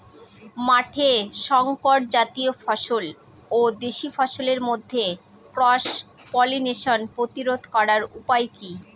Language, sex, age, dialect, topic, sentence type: Bengali, female, 36-40, Northern/Varendri, agriculture, question